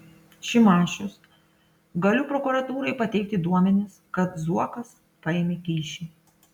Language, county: Lithuanian, Klaipėda